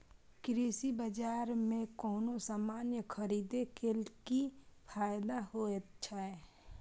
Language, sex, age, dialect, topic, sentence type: Maithili, female, 25-30, Eastern / Thethi, agriculture, question